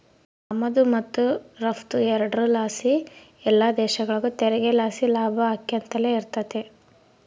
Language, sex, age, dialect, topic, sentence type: Kannada, female, 18-24, Central, banking, statement